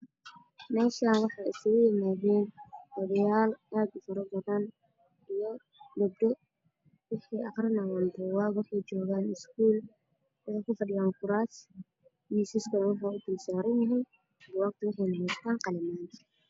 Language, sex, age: Somali, female, 18-24